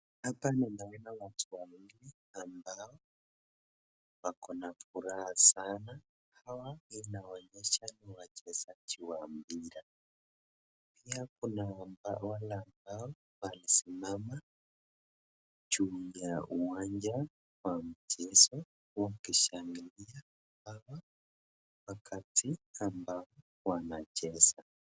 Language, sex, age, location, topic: Swahili, male, 25-35, Nakuru, government